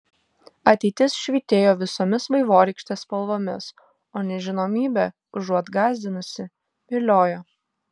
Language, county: Lithuanian, Šiauliai